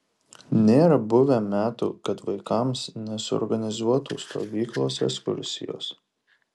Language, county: Lithuanian, Šiauliai